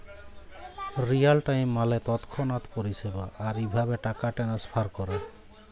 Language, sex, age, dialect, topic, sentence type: Bengali, male, 18-24, Jharkhandi, banking, statement